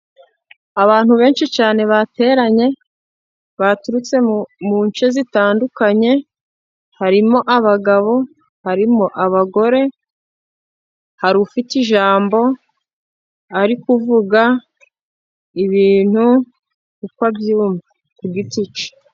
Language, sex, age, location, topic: Kinyarwanda, female, 25-35, Musanze, government